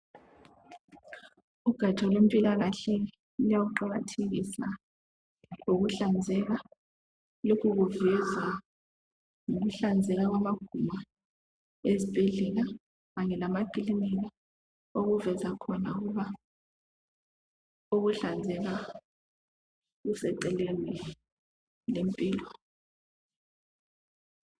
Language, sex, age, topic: North Ndebele, female, 25-35, health